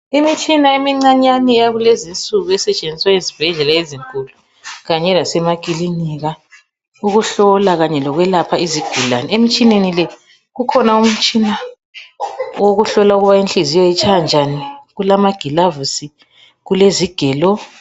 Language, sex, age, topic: North Ndebele, male, 36-49, health